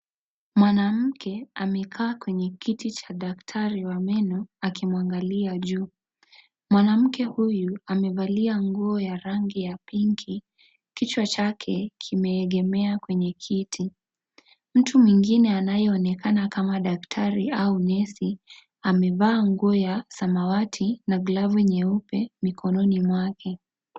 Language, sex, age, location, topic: Swahili, female, 25-35, Kisii, health